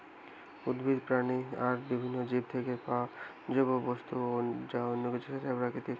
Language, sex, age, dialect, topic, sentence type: Bengali, male, 18-24, Western, agriculture, statement